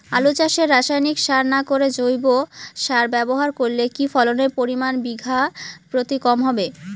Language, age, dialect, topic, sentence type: Bengali, 25-30, Rajbangshi, agriculture, question